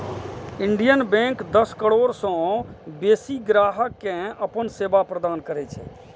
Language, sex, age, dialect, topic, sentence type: Maithili, male, 46-50, Eastern / Thethi, banking, statement